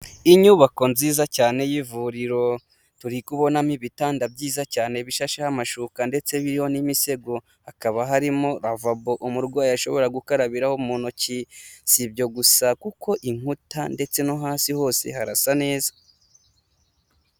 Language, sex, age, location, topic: Kinyarwanda, male, 25-35, Huye, health